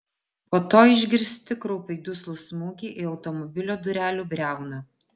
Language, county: Lithuanian, Vilnius